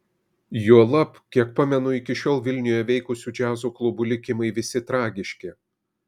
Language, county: Lithuanian, Kaunas